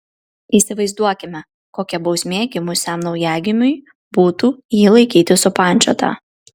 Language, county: Lithuanian, Kaunas